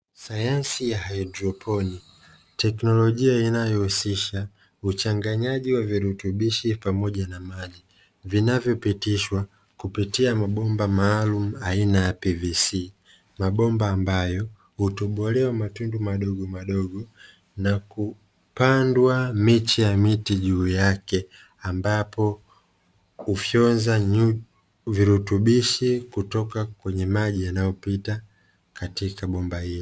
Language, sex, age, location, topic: Swahili, male, 25-35, Dar es Salaam, agriculture